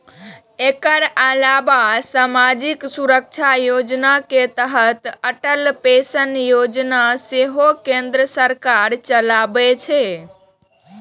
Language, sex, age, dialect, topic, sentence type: Maithili, female, 18-24, Eastern / Thethi, banking, statement